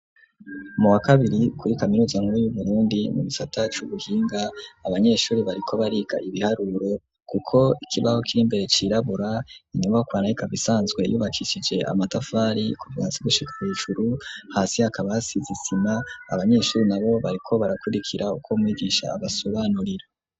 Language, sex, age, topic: Rundi, male, 25-35, education